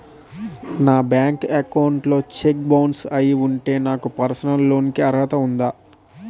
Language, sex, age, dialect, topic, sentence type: Telugu, male, 18-24, Utterandhra, banking, question